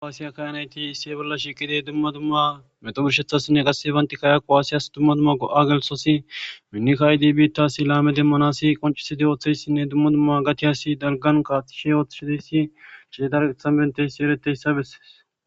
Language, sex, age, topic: Gamo, male, 18-24, government